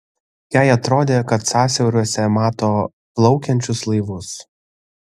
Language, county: Lithuanian, Kaunas